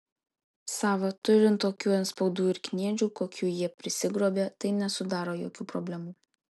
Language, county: Lithuanian, Kaunas